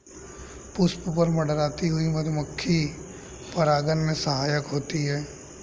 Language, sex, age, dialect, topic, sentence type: Hindi, male, 18-24, Hindustani Malvi Khadi Boli, agriculture, statement